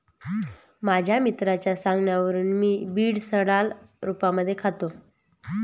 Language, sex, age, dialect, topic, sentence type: Marathi, female, 31-35, Northern Konkan, agriculture, statement